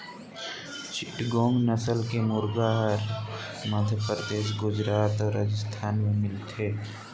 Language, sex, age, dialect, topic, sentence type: Chhattisgarhi, male, 18-24, Northern/Bhandar, agriculture, statement